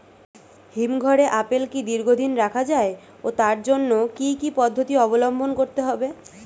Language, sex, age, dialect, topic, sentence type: Bengali, female, 18-24, Standard Colloquial, agriculture, question